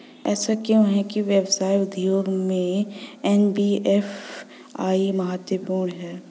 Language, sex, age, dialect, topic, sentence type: Hindi, female, 18-24, Hindustani Malvi Khadi Boli, banking, question